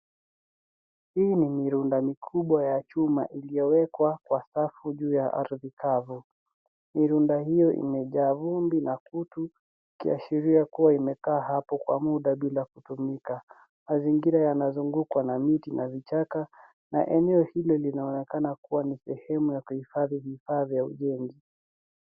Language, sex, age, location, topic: Swahili, female, 36-49, Nairobi, government